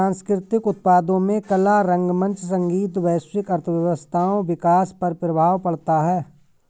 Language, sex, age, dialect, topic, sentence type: Hindi, male, 41-45, Awadhi Bundeli, banking, statement